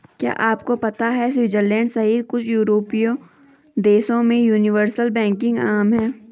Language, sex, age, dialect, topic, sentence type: Hindi, female, 18-24, Garhwali, banking, statement